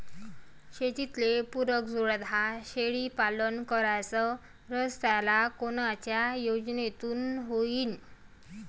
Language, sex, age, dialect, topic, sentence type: Marathi, female, 18-24, Varhadi, agriculture, question